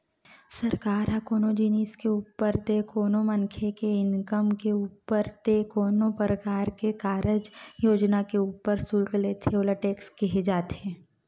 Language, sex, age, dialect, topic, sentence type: Chhattisgarhi, female, 18-24, Western/Budati/Khatahi, banking, statement